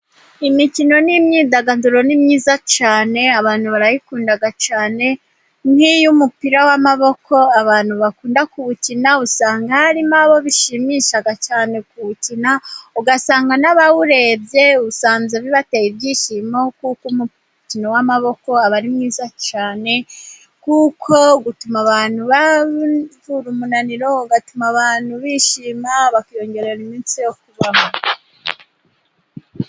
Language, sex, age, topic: Kinyarwanda, female, 25-35, government